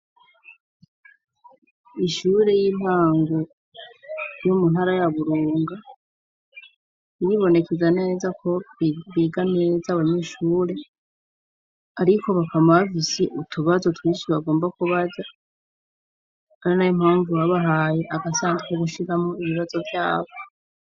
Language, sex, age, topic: Rundi, female, 25-35, education